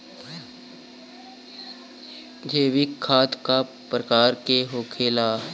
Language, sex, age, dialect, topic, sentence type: Bhojpuri, female, 18-24, Western, agriculture, question